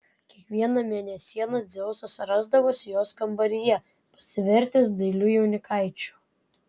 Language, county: Lithuanian, Vilnius